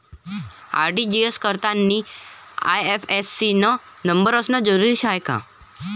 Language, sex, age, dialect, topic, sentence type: Marathi, male, 18-24, Varhadi, banking, question